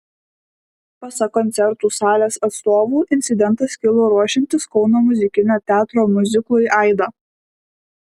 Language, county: Lithuanian, Klaipėda